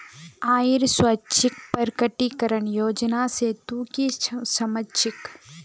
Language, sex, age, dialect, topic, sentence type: Magahi, female, 18-24, Northeastern/Surjapuri, banking, statement